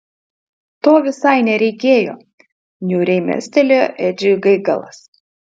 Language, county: Lithuanian, Utena